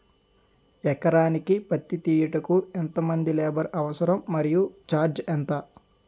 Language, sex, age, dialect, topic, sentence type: Telugu, male, 25-30, Utterandhra, agriculture, question